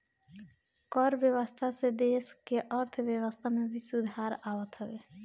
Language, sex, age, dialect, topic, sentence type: Bhojpuri, female, 25-30, Northern, banking, statement